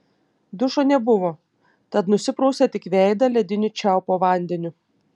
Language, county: Lithuanian, Panevėžys